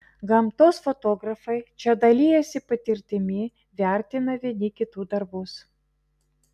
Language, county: Lithuanian, Vilnius